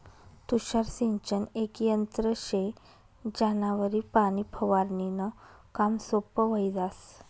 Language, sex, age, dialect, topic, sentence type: Marathi, female, 31-35, Northern Konkan, agriculture, statement